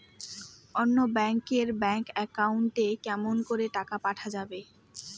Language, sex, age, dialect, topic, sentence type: Bengali, female, 18-24, Rajbangshi, banking, question